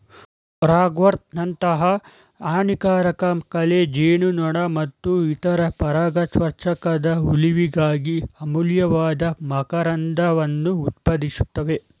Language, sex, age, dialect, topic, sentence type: Kannada, male, 18-24, Mysore Kannada, agriculture, statement